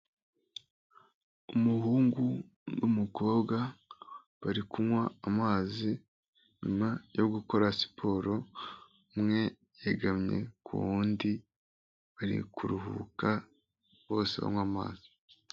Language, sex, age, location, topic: Kinyarwanda, female, 18-24, Kigali, health